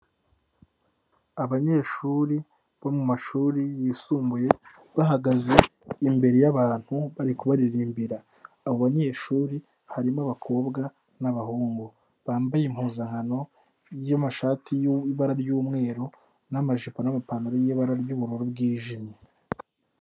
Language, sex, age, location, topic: Kinyarwanda, male, 18-24, Nyagatare, education